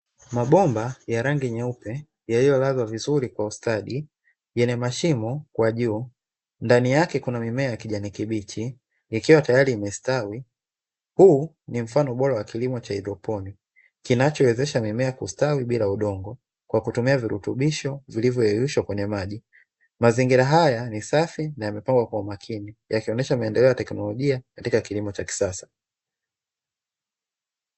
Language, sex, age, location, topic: Swahili, male, 25-35, Dar es Salaam, agriculture